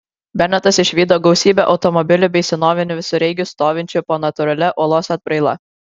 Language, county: Lithuanian, Kaunas